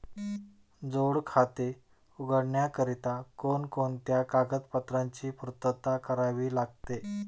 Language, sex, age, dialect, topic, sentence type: Marathi, male, 41-45, Standard Marathi, banking, question